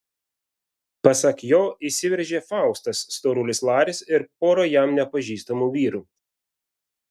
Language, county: Lithuanian, Vilnius